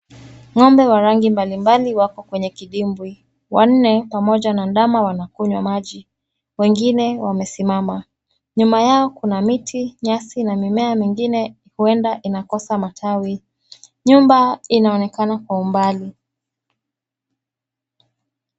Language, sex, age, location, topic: Swahili, female, 25-35, Nairobi, government